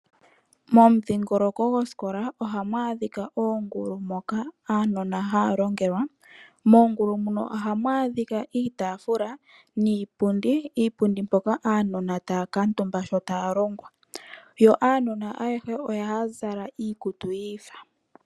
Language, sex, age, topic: Oshiwambo, female, 18-24, agriculture